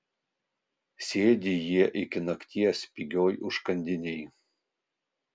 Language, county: Lithuanian, Vilnius